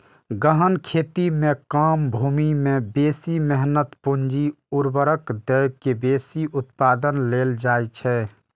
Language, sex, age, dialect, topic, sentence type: Maithili, male, 18-24, Eastern / Thethi, agriculture, statement